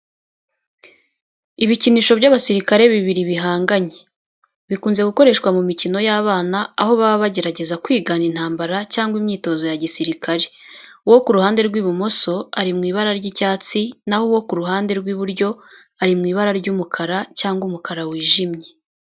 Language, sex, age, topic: Kinyarwanda, female, 25-35, education